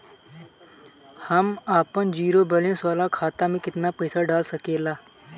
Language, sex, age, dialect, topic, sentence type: Bhojpuri, male, 18-24, Southern / Standard, banking, question